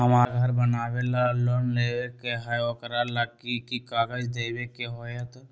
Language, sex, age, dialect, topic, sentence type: Magahi, male, 25-30, Western, banking, question